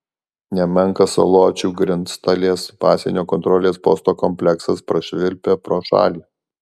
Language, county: Lithuanian, Alytus